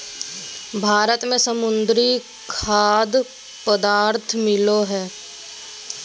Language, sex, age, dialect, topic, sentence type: Magahi, female, 18-24, Southern, agriculture, statement